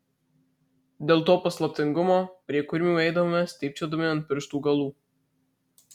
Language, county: Lithuanian, Marijampolė